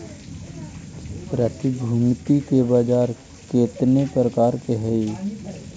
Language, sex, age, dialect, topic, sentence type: Magahi, male, 56-60, Central/Standard, agriculture, statement